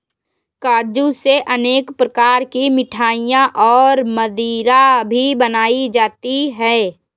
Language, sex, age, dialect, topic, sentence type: Hindi, female, 18-24, Kanauji Braj Bhasha, agriculture, statement